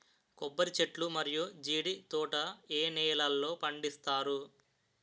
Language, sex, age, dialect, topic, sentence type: Telugu, male, 18-24, Utterandhra, agriculture, question